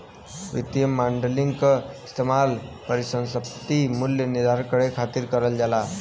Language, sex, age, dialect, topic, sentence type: Bhojpuri, male, 18-24, Western, banking, statement